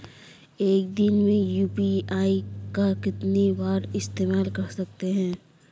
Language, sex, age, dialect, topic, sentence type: Hindi, female, 25-30, Kanauji Braj Bhasha, banking, question